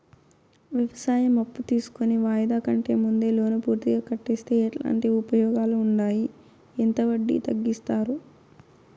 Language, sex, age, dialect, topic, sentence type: Telugu, female, 18-24, Southern, banking, question